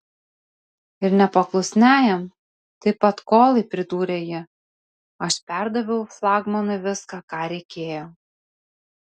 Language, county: Lithuanian, Vilnius